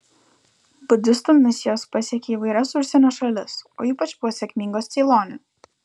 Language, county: Lithuanian, Vilnius